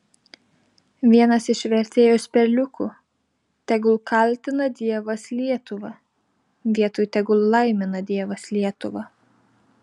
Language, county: Lithuanian, Panevėžys